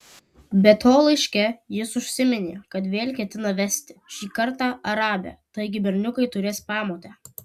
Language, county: Lithuanian, Kaunas